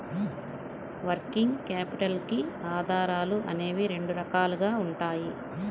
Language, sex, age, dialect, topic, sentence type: Telugu, male, 18-24, Central/Coastal, banking, statement